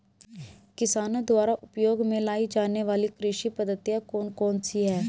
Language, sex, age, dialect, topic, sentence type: Hindi, female, 25-30, Hindustani Malvi Khadi Boli, agriculture, question